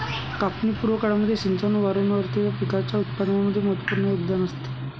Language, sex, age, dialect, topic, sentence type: Marathi, male, 56-60, Northern Konkan, agriculture, statement